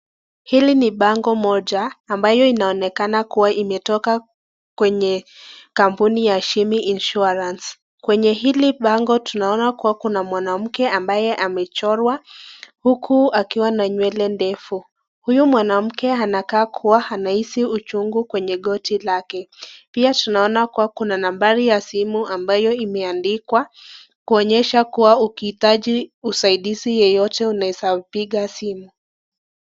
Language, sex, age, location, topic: Swahili, female, 18-24, Nakuru, finance